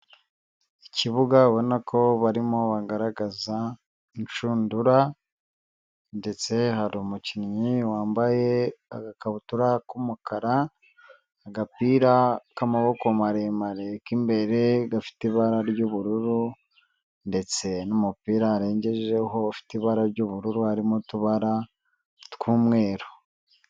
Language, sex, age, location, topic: Kinyarwanda, male, 25-35, Nyagatare, government